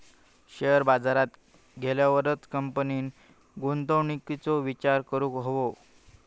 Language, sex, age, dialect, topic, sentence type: Marathi, male, 18-24, Southern Konkan, banking, statement